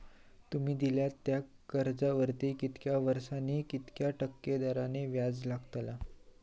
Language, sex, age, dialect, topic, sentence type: Marathi, female, 18-24, Southern Konkan, banking, question